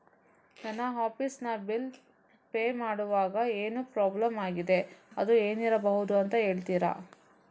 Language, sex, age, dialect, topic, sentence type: Kannada, female, 18-24, Coastal/Dakshin, banking, question